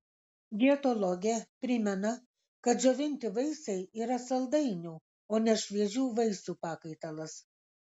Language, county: Lithuanian, Kaunas